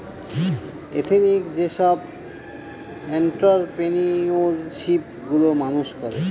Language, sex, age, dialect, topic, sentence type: Bengali, male, 36-40, Northern/Varendri, banking, statement